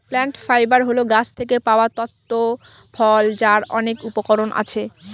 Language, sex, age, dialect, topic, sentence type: Bengali, female, 18-24, Northern/Varendri, agriculture, statement